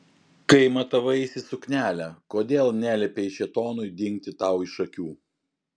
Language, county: Lithuanian, Vilnius